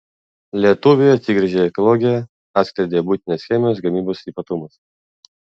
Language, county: Lithuanian, Vilnius